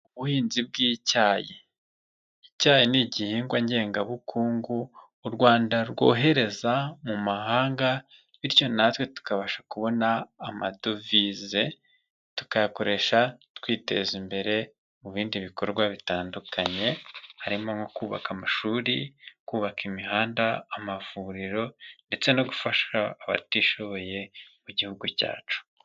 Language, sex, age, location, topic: Kinyarwanda, male, 25-35, Nyagatare, agriculture